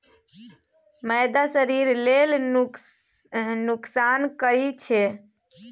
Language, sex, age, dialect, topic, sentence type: Maithili, female, 60-100, Bajjika, agriculture, statement